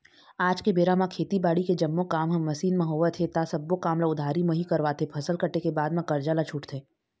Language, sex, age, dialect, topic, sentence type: Chhattisgarhi, female, 31-35, Eastern, banking, statement